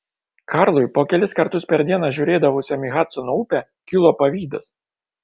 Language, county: Lithuanian, Kaunas